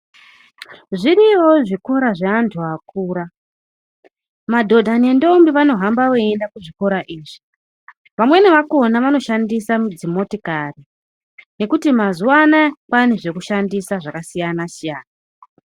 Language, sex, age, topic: Ndau, male, 25-35, education